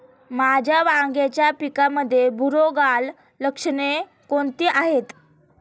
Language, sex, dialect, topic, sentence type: Marathi, female, Standard Marathi, agriculture, question